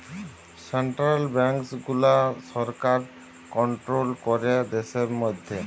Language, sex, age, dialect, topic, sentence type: Bengali, male, 18-24, Jharkhandi, banking, statement